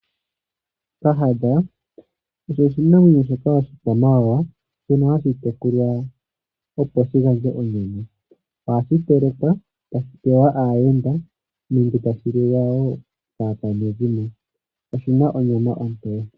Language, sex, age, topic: Oshiwambo, male, 25-35, agriculture